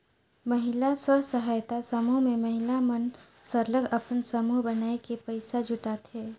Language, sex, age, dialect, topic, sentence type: Chhattisgarhi, female, 36-40, Northern/Bhandar, banking, statement